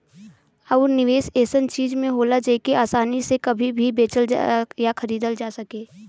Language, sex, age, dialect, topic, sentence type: Bhojpuri, female, 18-24, Western, banking, statement